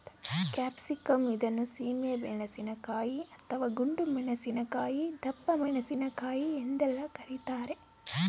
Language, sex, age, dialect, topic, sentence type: Kannada, female, 18-24, Mysore Kannada, agriculture, statement